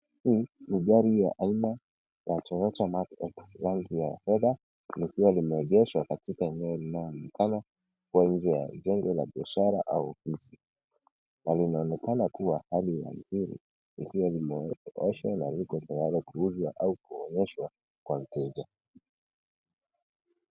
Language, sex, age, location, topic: Swahili, male, 18-24, Nairobi, finance